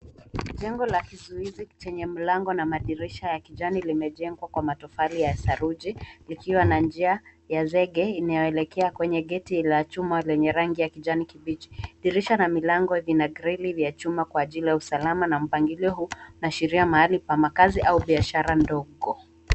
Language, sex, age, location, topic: Swahili, female, 18-24, Nairobi, education